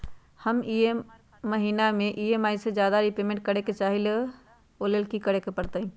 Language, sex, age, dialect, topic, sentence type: Magahi, female, 41-45, Western, banking, question